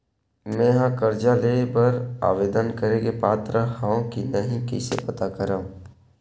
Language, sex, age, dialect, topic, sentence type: Chhattisgarhi, male, 18-24, Western/Budati/Khatahi, banking, statement